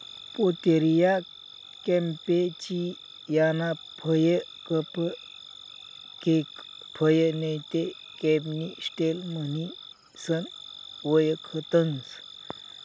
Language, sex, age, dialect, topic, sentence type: Marathi, male, 51-55, Northern Konkan, agriculture, statement